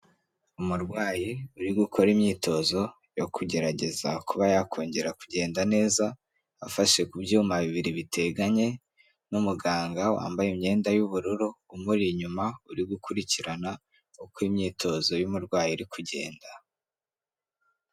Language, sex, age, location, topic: Kinyarwanda, male, 18-24, Kigali, health